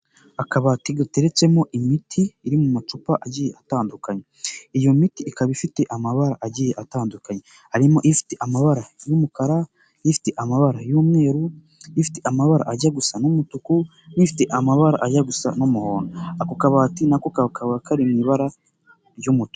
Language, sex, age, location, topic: Kinyarwanda, male, 18-24, Nyagatare, health